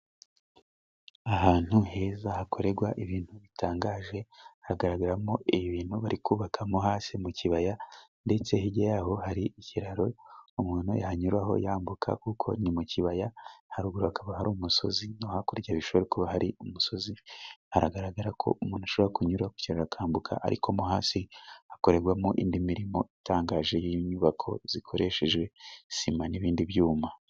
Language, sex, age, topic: Kinyarwanda, male, 18-24, government